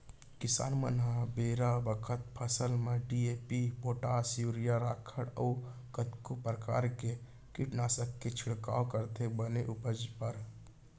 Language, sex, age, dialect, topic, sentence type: Chhattisgarhi, male, 60-100, Central, banking, statement